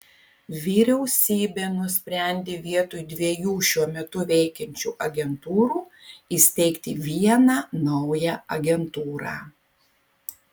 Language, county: Lithuanian, Kaunas